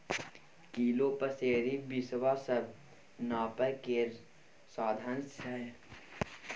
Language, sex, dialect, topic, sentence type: Maithili, male, Bajjika, agriculture, statement